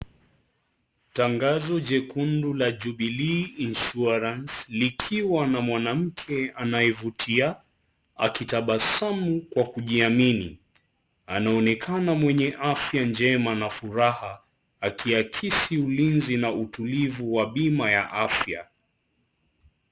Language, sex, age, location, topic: Swahili, male, 25-35, Kisii, finance